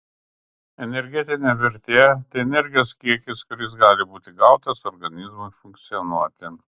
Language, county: Lithuanian, Kaunas